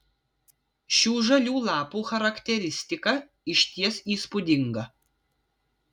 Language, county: Lithuanian, Vilnius